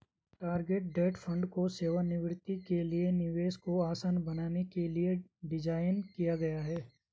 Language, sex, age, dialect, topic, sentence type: Hindi, male, 25-30, Garhwali, banking, statement